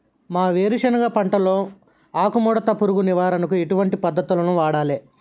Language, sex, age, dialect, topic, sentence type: Telugu, male, 31-35, Telangana, agriculture, question